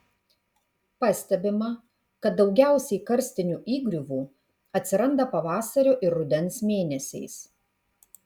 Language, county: Lithuanian, Kaunas